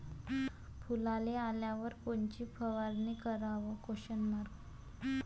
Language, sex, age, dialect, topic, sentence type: Marathi, female, 18-24, Varhadi, agriculture, question